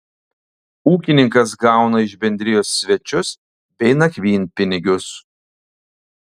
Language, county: Lithuanian, Alytus